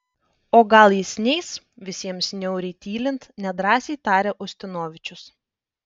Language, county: Lithuanian, Panevėžys